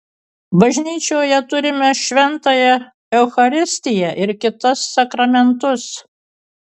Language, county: Lithuanian, Kaunas